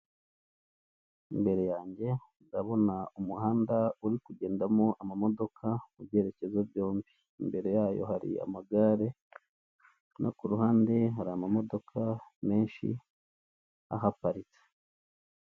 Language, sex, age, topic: Kinyarwanda, male, 25-35, government